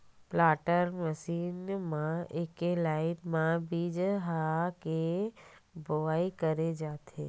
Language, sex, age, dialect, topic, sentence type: Chhattisgarhi, female, 31-35, Western/Budati/Khatahi, agriculture, statement